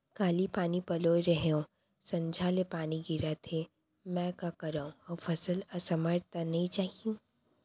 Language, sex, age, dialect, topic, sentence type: Chhattisgarhi, female, 60-100, Central, agriculture, question